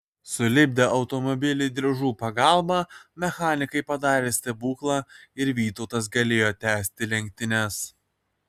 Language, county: Lithuanian, Kaunas